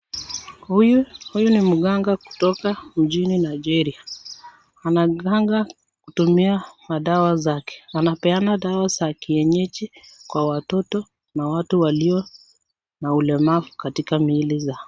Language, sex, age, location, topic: Swahili, female, 36-49, Nakuru, health